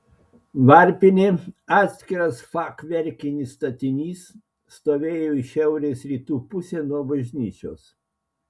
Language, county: Lithuanian, Klaipėda